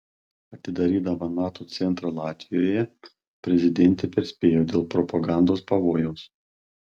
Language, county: Lithuanian, Panevėžys